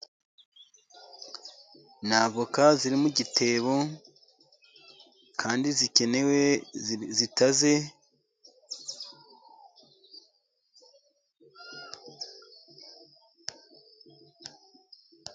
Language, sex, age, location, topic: Kinyarwanda, male, 50+, Musanze, agriculture